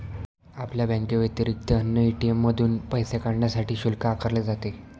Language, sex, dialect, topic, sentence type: Marathi, male, Standard Marathi, banking, statement